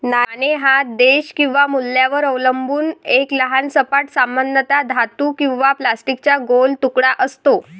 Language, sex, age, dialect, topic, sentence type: Marathi, female, 18-24, Varhadi, banking, statement